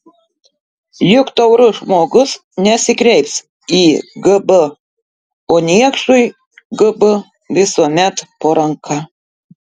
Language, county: Lithuanian, Tauragė